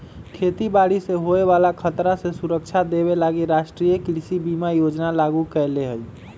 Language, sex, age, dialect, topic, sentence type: Magahi, male, 25-30, Western, agriculture, statement